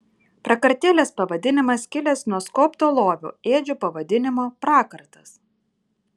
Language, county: Lithuanian, Kaunas